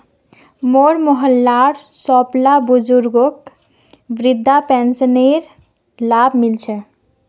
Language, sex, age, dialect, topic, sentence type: Magahi, female, 36-40, Northeastern/Surjapuri, banking, statement